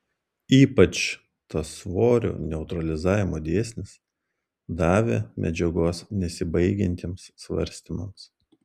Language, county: Lithuanian, Klaipėda